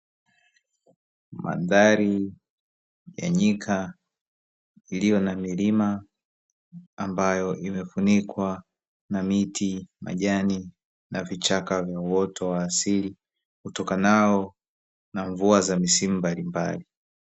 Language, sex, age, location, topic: Swahili, male, 25-35, Dar es Salaam, agriculture